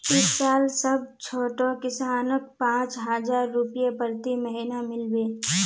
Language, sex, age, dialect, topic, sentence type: Magahi, female, 18-24, Northeastern/Surjapuri, agriculture, statement